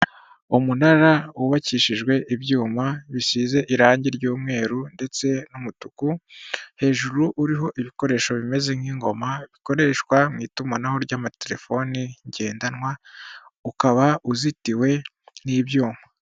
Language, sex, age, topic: Kinyarwanda, male, 18-24, government